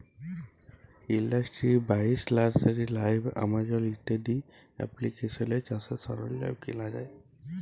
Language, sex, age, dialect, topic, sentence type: Bengali, male, 25-30, Jharkhandi, agriculture, statement